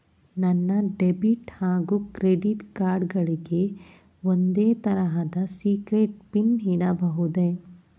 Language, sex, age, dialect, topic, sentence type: Kannada, female, 31-35, Mysore Kannada, banking, question